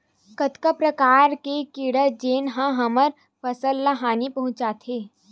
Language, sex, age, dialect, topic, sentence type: Chhattisgarhi, female, 18-24, Western/Budati/Khatahi, agriculture, question